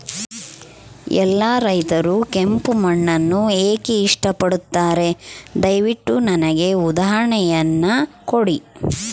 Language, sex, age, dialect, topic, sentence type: Kannada, female, 36-40, Central, agriculture, question